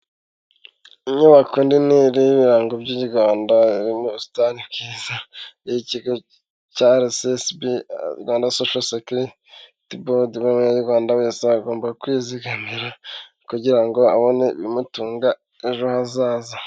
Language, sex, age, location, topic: Kinyarwanda, male, 18-24, Huye, finance